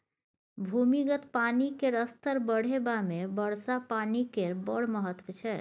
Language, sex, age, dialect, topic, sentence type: Maithili, female, 25-30, Bajjika, agriculture, statement